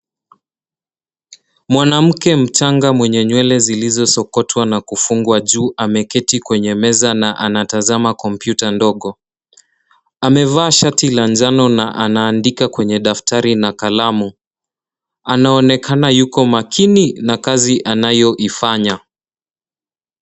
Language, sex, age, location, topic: Swahili, male, 18-24, Nairobi, education